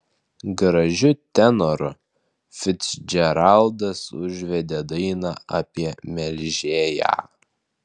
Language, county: Lithuanian, Alytus